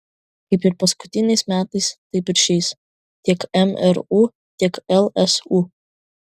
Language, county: Lithuanian, Vilnius